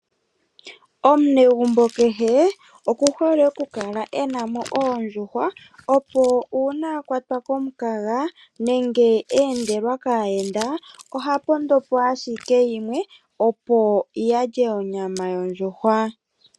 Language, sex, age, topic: Oshiwambo, female, 25-35, agriculture